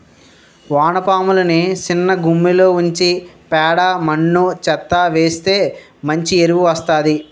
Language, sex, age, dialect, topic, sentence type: Telugu, male, 60-100, Utterandhra, agriculture, statement